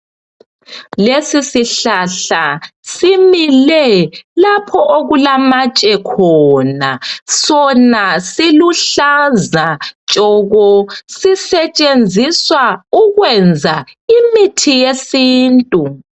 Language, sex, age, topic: North Ndebele, male, 36-49, health